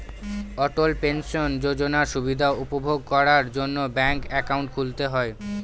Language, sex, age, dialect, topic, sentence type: Bengali, male, 18-24, Northern/Varendri, banking, statement